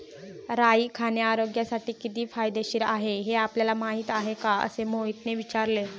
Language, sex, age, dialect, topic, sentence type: Marathi, female, 18-24, Standard Marathi, agriculture, statement